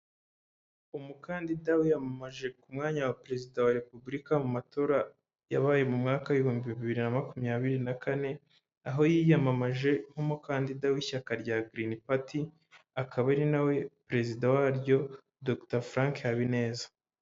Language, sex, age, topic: Kinyarwanda, male, 25-35, government